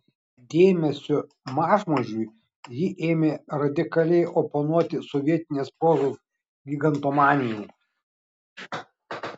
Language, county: Lithuanian, Kaunas